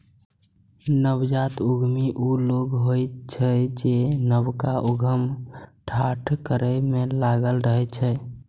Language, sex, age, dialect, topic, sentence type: Maithili, male, 18-24, Eastern / Thethi, banking, statement